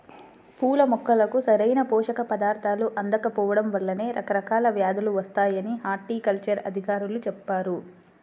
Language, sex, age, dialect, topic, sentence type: Telugu, female, 25-30, Central/Coastal, agriculture, statement